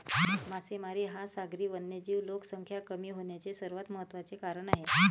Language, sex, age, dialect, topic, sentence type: Marathi, female, 36-40, Varhadi, agriculture, statement